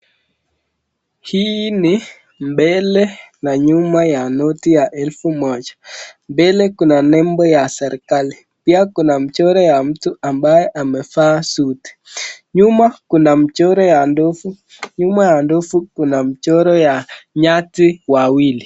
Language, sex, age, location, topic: Swahili, male, 18-24, Nakuru, finance